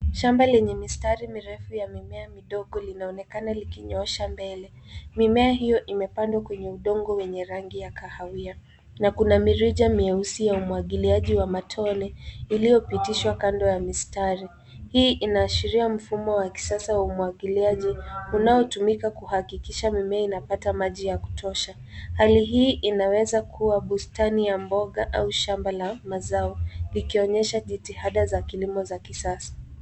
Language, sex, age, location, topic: Swahili, female, 18-24, Nairobi, agriculture